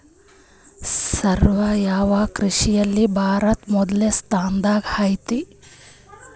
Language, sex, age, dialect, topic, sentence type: Kannada, female, 25-30, Northeastern, agriculture, statement